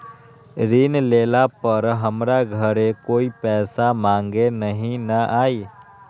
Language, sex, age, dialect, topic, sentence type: Magahi, male, 18-24, Western, banking, question